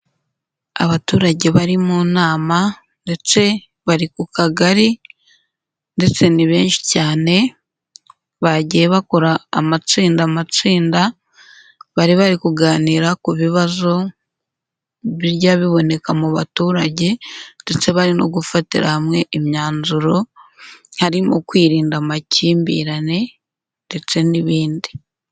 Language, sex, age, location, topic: Kinyarwanda, female, 18-24, Huye, health